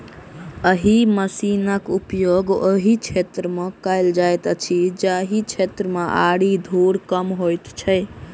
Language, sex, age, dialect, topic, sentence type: Maithili, male, 25-30, Southern/Standard, agriculture, statement